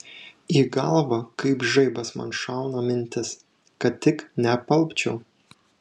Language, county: Lithuanian, Šiauliai